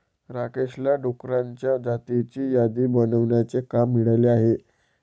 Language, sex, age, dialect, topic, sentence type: Marathi, male, 18-24, Varhadi, agriculture, statement